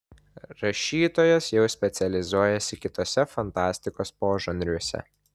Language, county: Lithuanian, Vilnius